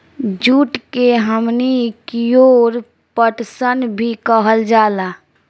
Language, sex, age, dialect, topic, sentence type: Bhojpuri, female, 18-24, Southern / Standard, agriculture, statement